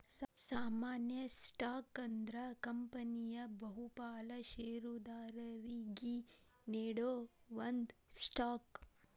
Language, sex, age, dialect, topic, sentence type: Kannada, female, 18-24, Dharwad Kannada, banking, statement